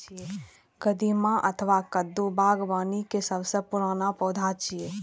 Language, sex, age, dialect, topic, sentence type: Maithili, female, 46-50, Eastern / Thethi, agriculture, statement